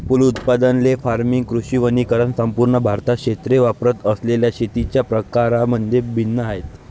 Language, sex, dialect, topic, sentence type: Marathi, male, Varhadi, agriculture, statement